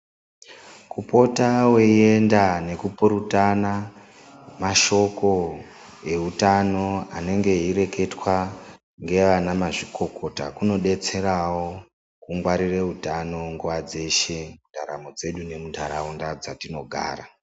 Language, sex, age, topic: Ndau, male, 36-49, health